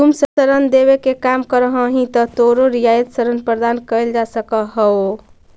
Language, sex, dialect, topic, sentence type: Magahi, female, Central/Standard, agriculture, statement